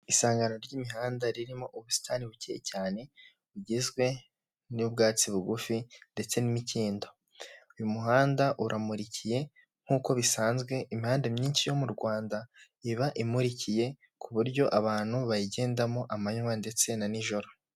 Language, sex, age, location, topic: Kinyarwanda, male, 18-24, Huye, government